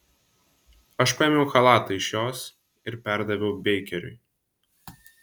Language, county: Lithuanian, Vilnius